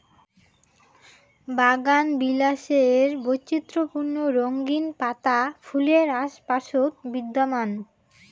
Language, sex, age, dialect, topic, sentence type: Bengali, female, 18-24, Rajbangshi, agriculture, statement